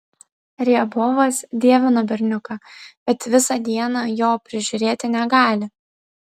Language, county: Lithuanian, Vilnius